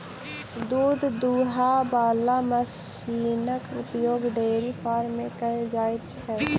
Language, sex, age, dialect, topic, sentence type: Maithili, female, 18-24, Southern/Standard, agriculture, statement